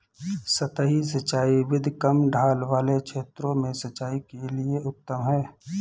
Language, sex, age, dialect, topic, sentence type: Hindi, male, 25-30, Awadhi Bundeli, agriculture, statement